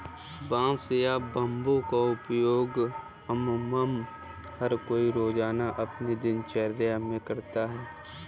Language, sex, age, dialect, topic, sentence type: Hindi, male, 18-24, Kanauji Braj Bhasha, agriculture, statement